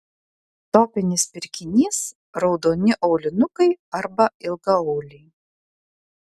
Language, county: Lithuanian, Klaipėda